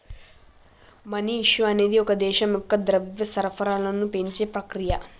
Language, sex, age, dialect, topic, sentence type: Telugu, female, 18-24, Telangana, banking, statement